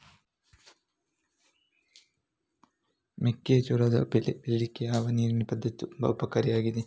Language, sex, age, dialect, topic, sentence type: Kannada, male, 36-40, Coastal/Dakshin, agriculture, question